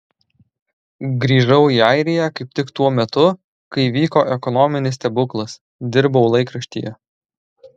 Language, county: Lithuanian, Alytus